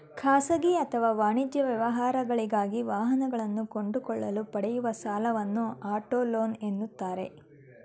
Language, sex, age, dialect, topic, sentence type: Kannada, female, 31-35, Mysore Kannada, banking, statement